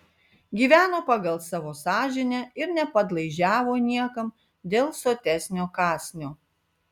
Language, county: Lithuanian, Telšiai